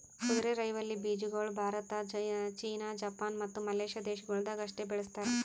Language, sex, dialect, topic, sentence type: Kannada, female, Northeastern, agriculture, statement